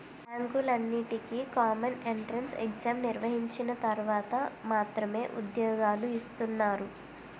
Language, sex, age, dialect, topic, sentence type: Telugu, female, 25-30, Utterandhra, banking, statement